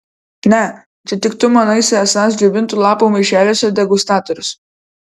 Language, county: Lithuanian, Vilnius